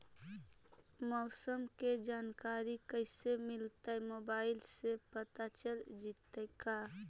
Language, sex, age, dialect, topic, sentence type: Magahi, female, 18-24, Central/Standard, agriculture, question